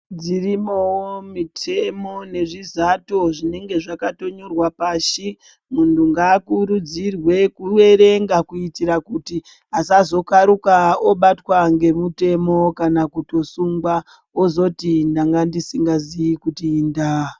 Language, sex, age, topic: Ndau, female, 25-35, health